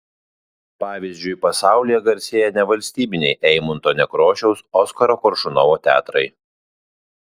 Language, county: Lithuanian, Kaunas